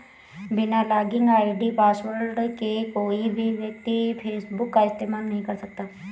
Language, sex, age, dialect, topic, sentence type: Hindi, female, 18-24, Awadhi Bundeli, banking, statement